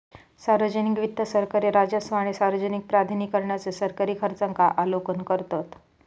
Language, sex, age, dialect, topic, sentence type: Marathi, female, 25-30, Southern Konkan, banking, statement